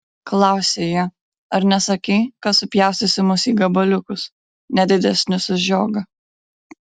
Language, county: Lithuanian, Vilnius